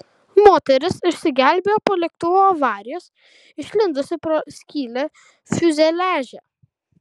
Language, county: Lithuanian, Kaunas